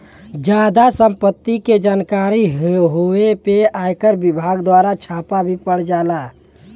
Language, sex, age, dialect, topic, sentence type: Bhojpuri, male, 18-24, Western, banking, statement